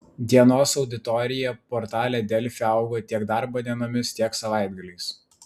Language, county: Lithuanian, Vilnius